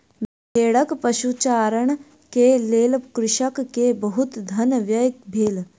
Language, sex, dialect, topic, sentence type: Maithili, female, Southern/Standard, agriculture, statement